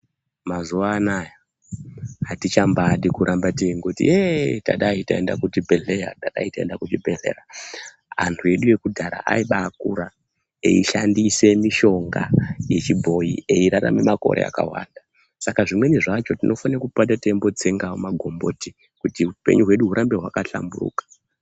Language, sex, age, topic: Ndau, male, 25-35, health